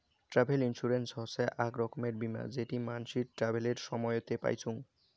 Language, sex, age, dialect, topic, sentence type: Bengali, male, 18-24, Rajbangshi, banking, statement